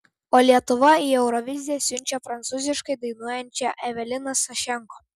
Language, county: Lithuanian, Klaipėda